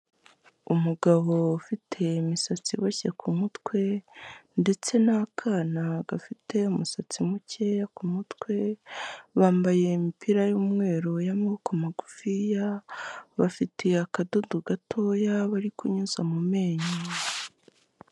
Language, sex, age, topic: Kinyarwanda, male, 18-24, health